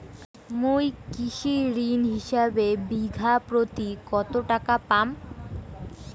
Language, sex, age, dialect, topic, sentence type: Bengali, female, <18, Rajbangshi, banking, question